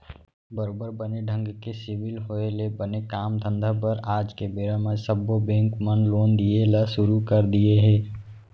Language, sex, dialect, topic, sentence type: Chhattisgarhi, male, Central, banking, statement